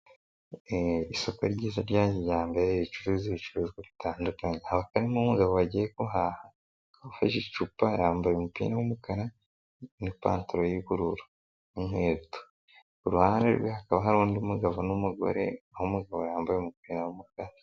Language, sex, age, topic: Kinyarwanda, female, 18-24, finance